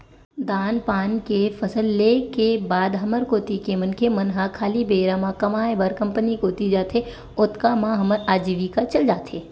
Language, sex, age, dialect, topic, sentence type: Chhattisgarhi, female, 18-24, Western/Budati/Khatahi, agriculture, statement